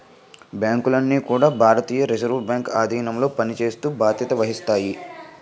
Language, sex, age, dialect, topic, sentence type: Telugu, male, 18-24, Utterandhra, banking, statement